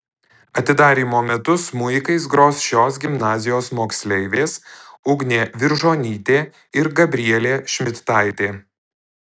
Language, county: Lithuanian, Alytus